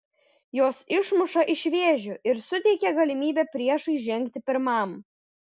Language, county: Lithuanian, Šiauliai